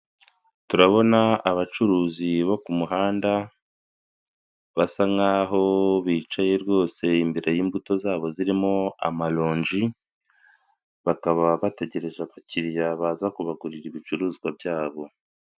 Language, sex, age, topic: Kinyarwanda, male, 25-35, finance